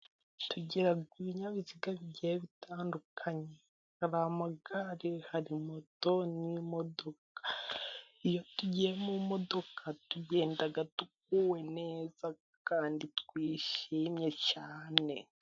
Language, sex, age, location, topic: Kinyarwanda, female, 18-24, Musanze, government